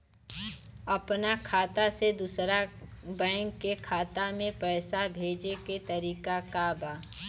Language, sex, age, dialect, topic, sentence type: Bhojpuri, female, 18-24, Western, banking, question